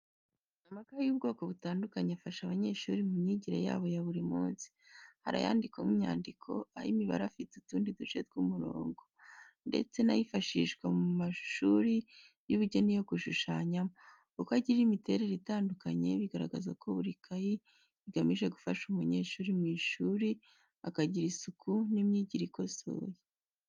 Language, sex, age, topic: Kinyarwanda, female, 25-35, education